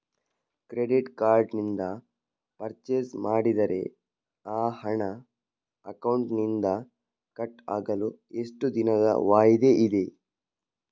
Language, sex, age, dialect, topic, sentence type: Kannada, male, 51-55, Coastal/Dakshin, banking, question